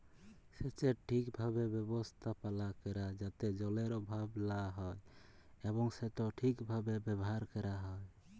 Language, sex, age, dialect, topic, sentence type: Bengali, male, 31-35, Jharkhandi, agriculture, statement